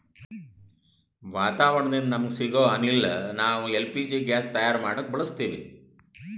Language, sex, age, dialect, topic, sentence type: Kannada, male, 60-100, Northeastern, agriculture, statement